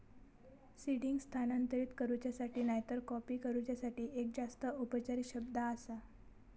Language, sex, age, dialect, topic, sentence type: Marathi, female, 18-24, Southern Konkan, agriculture, statement